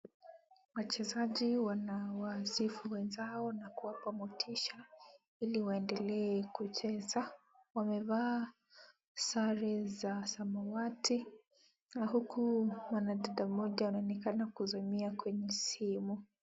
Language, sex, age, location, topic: Swahili, female, 18-24, Kisumu, government